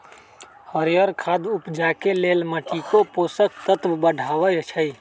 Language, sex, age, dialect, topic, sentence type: Magahi, male, 18-24, Western, agriculture, statement